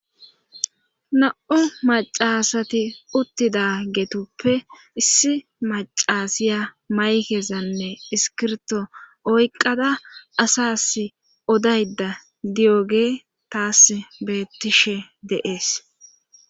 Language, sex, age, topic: Gamo, female, 25-35, government